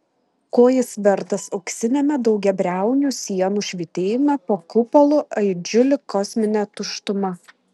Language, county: Lithuanian, Šiauliai